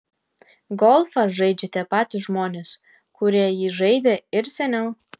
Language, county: Lithuanian, Telšiai